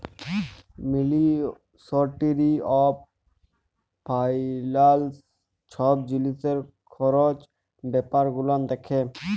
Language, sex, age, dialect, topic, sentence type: Bengali, male, 31-35, Jharkhandi, banking, statement